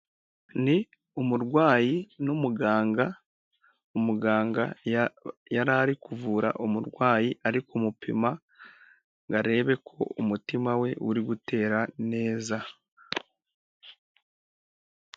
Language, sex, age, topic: Kinyarwanda, male, 18-24, finance